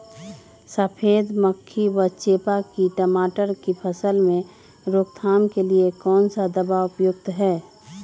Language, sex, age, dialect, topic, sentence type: Magahi, female, 36-40, Western, agriculture, question